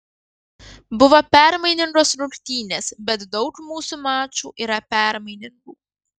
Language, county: Lithuanian, Kaunas